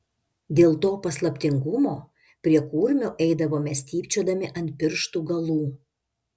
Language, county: Lithuanian, Šiauliai